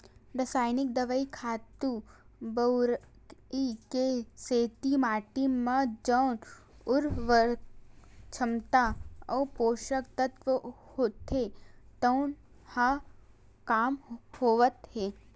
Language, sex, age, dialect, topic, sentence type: Chhattisgarhi, female, 18-24, Western/Budati/Khatahi, agriculture, statement